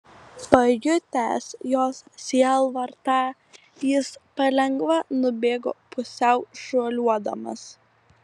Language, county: Lithuanian, Kaunas